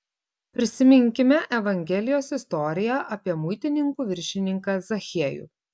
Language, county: Lithuanian, Klaipėda